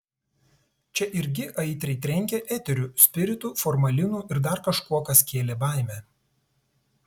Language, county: Lithuanian, Tauragė